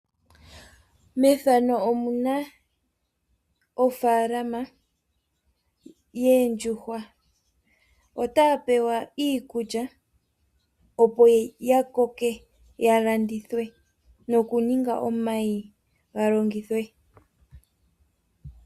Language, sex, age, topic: Oshiwambo, female, 18-24, agriculture